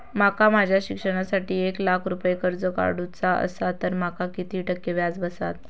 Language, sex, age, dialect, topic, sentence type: Marathi, female, 25-30, Southern Konkan, banking, question